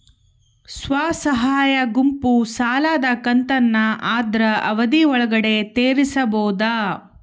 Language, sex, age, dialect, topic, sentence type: Kannada, female, 36-40, Central, banking, question